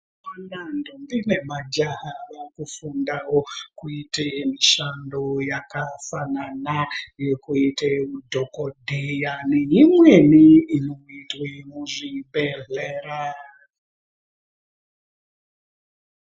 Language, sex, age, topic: Ndau, female, 36-49, health